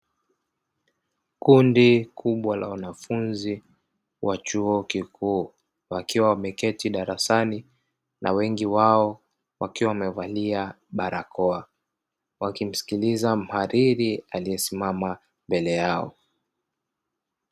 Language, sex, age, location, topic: Swahili, male, 36-49, Dar es Salaam, education